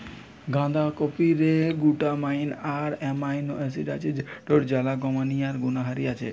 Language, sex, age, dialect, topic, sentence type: Bengali, male, 25-30, Western, agriculture, statement